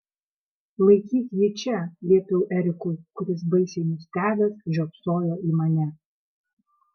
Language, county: Lithuanian, Kaunas